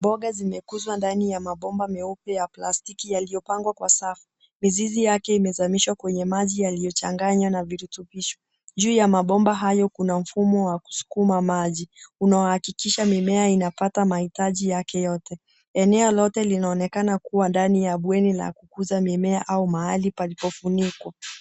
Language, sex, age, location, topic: Swahili, female, 18-24, Nairobi, agriculture